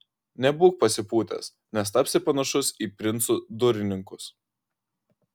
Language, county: Lithuanian, Kaunas